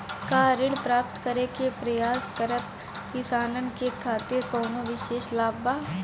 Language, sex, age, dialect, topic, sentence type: Bhojpuri, female, 18-24, Northern, agriculture, statement